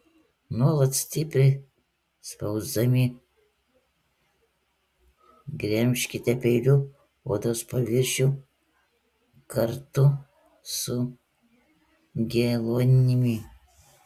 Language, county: Lithuanian, Klaipėda